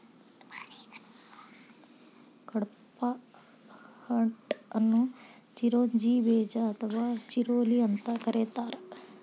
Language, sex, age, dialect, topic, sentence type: Kannada, female, 25-30, Dharwad Kannada, agriculture, statement